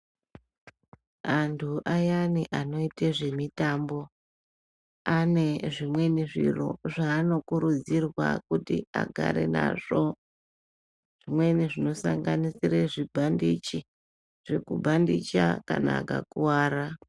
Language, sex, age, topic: Ndau, male, 25-35, health